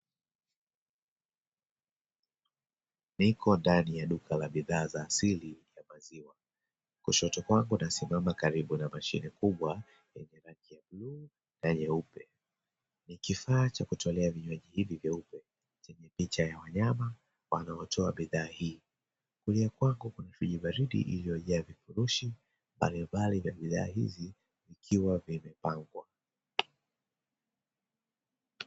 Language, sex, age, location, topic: Swahili, male, 25-35, Dar es Salaam, finance